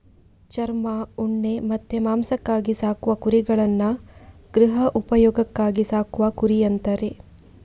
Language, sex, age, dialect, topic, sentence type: Kannada, female, 25-30, Coastal/Dakshin, agriculture, statement